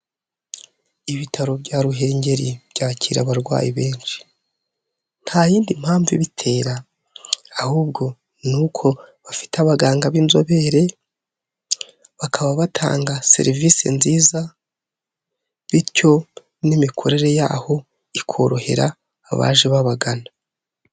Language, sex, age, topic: Kinyarwanda, male, 18-24, health